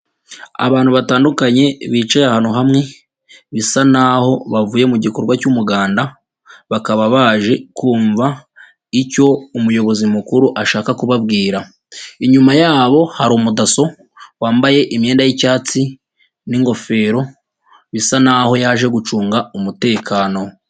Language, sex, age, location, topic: Kinyarwanda, male, 25-35, Nyagatare, government